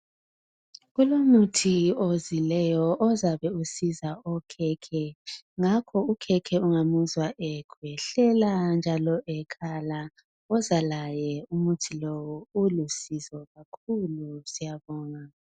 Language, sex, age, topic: North Ndebele, female, 25-35, health